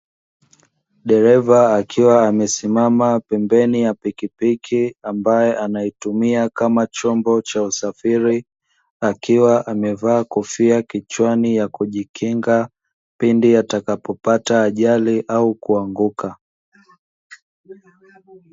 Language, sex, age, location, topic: Swahili, male, 25-35, Dar es Salaam, government